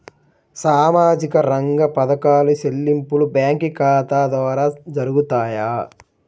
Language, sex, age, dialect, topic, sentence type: Telugu, male, 18-24, Central/Coastal, banking, question